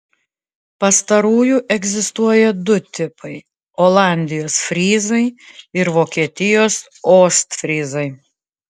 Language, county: Lithuanian, Klaipėda